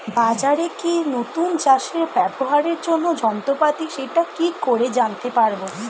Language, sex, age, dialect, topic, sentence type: Bengali, female, 18-24, Standard Colloquial, agriculture, question